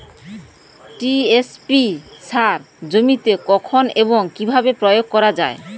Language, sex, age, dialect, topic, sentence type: Bengali, female, 18-24, Rajbangshi, agriculture, question